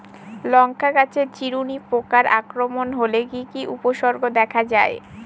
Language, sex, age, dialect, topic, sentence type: Bengali, female, 18-24, Northern/Varendri, agriculture, question